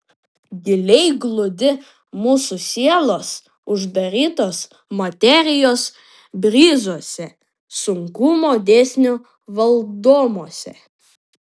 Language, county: Lithuanian, Panevėžys